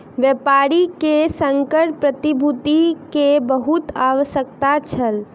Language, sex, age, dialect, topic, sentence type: Maithili, female, 18-24, Southern/Standard, banking, statement